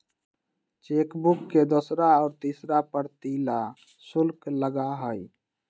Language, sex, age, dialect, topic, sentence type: Magahi, male, 18-24, Western, banking, statement